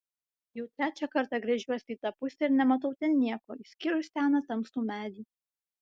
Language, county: Lithuanian, Vilnius